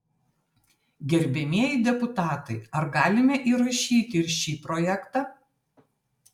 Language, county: Lithuanian, Vilnius